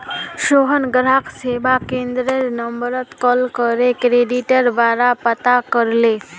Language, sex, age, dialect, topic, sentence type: Magahi, female, 18-24, Northeastern/Surjapuri, banking, statement